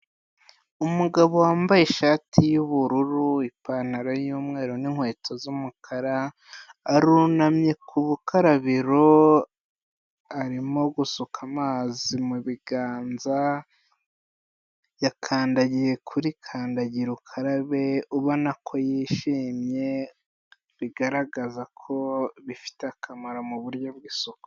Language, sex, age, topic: Kinyarwanda, male, 25-35, health